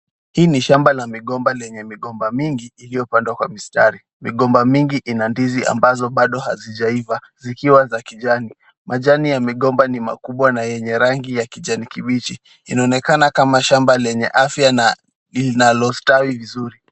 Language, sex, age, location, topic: Swahili, male, 36-49, Kisumu, agriculture